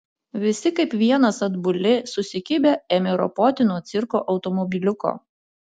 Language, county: Lithuanian, Utena